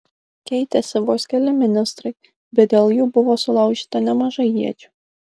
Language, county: Lithuanian, Kaunas